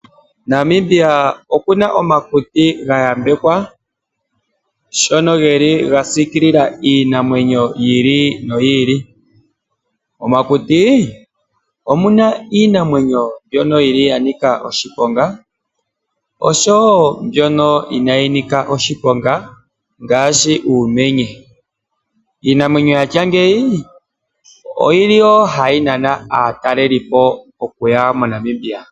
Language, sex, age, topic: Oshiwambo, male, 25-35, agriculture